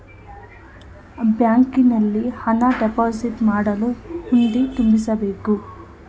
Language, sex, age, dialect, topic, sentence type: Kannada, female, 25-30, Mysore Kannada, banking, statement